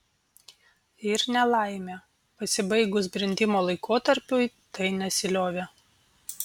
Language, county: Lithuanian, Vilnius